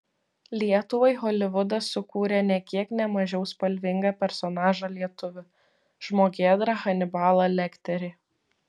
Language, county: Lithuanian, Vilnius